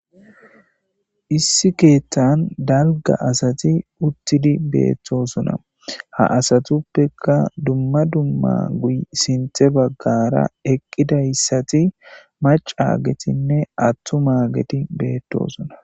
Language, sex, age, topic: Gamo, male, 25-35, government